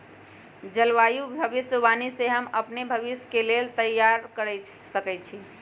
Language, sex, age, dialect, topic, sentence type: Magahi, female, 31-35, Western, agriculture, statement